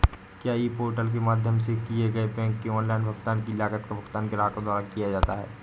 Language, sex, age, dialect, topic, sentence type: Hindi, male, 18-24, Awadhi Bundeli, banking, question